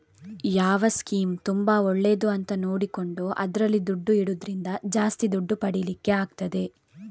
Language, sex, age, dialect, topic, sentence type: Kannada, female, 46-50, Coastal/Dakshin, banking, statement